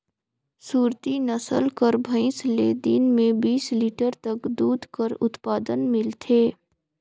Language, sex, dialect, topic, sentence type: Chhattisgarhi, female, Northern/Bhandar, agriculture, statement